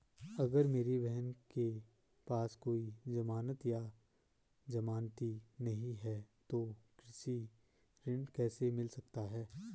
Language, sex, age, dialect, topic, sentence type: Hindi, male, 25-30, Garhwali, agriculture, statement